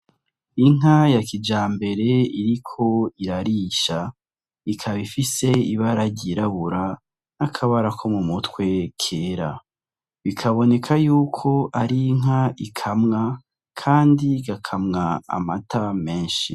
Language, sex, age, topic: Rundi, male, 25-35, agriculture